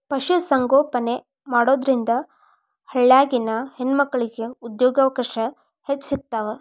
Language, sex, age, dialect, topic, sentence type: Kannada, female, 18-24, Dharwad Kannada, agriculture, statement